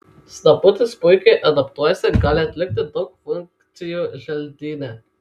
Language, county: Lithuanian, Kaunas